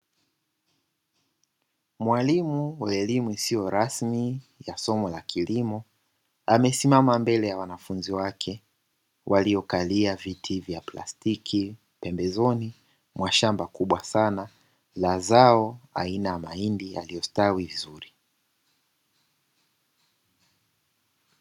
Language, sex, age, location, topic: Swahili, female, 25-35, Dar es Salaam, education